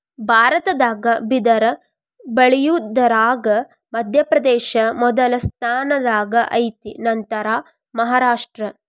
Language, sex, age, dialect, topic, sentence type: Kannada, female, 25-30, Dharwad Kannada, agriculture, statement